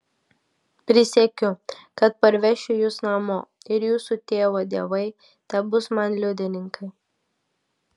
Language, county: Lithuanian, Klaipėda